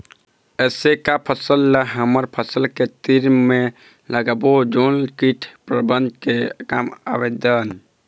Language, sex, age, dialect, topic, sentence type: Chhattisgarhi, male, 46-50, Eastern, agriculture, question